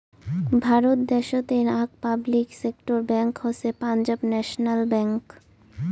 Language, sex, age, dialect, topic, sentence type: Bengali, female, 18-24, Rajbangshi, banking, statement